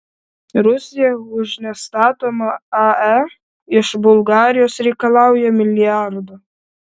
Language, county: Lithuanian, Vilnius